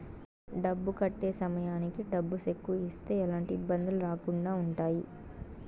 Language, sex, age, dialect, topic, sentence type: Telugu, female, 18-24, Southern, banking, statement